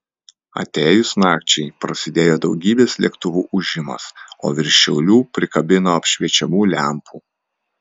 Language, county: Lithuanian, Vilnius